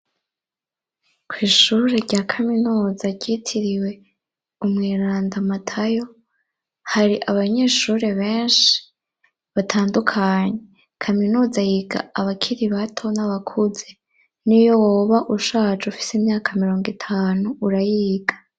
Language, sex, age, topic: Rundi, female, 25-35, education